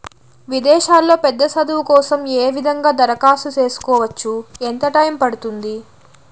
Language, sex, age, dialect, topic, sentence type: Telugu, female, 25-30, Southern, banking, question